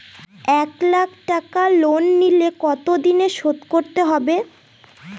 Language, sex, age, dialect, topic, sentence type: Bengali, female, 18-24, Northern/Varendri, banking, question